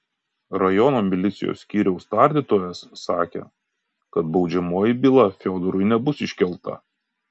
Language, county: Lithuanian, Kaunas